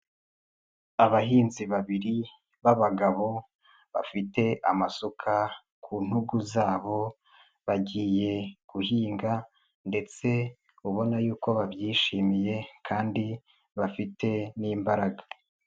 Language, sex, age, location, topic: Kinyarwanda, male, 25-35, Nyagatare, agriculture